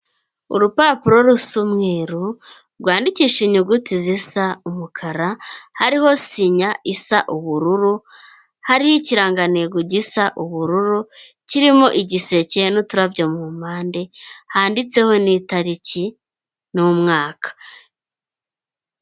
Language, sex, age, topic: Kinyarwanda, female, 18-24, government